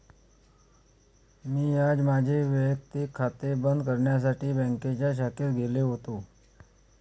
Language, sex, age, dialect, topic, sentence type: Marathi, male, 25-30, Standard Marathi, banking, statement